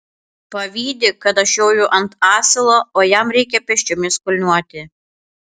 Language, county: Lithuanian, Panevėžys